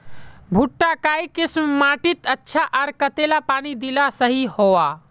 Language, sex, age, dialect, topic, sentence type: Magahi, male, 18-24, Northeastern/Surjapuri, agriculture, question